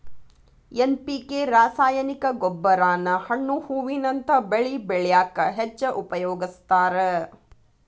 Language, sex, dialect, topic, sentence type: Kannada, female, Dharwad Kannada, agriculture, statement